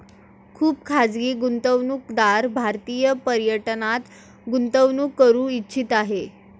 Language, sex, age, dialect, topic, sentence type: Marathi, female, 18-24, Standard Marathi, banking, statement